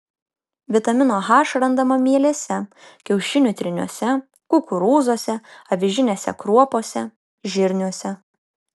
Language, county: Lithuanian, Kaunas